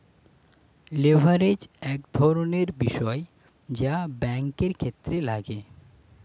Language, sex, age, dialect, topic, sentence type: Bengali, male, 25-30, Standard Colloquial, banking, statement